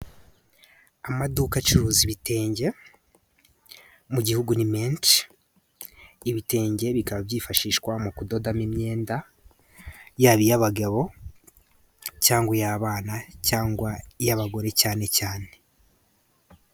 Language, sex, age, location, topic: Kinyarwanda, male, 18-24, Musanze, finance